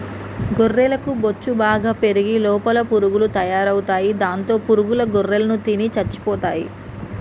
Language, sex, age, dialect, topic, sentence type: Telugu, male, 31-35, Telangana, agriculture, statement